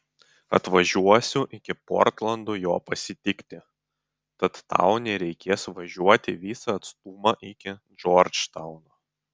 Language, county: Lithuanian, Vilnius